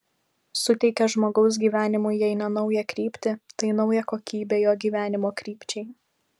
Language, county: Lithuanian, Vilnius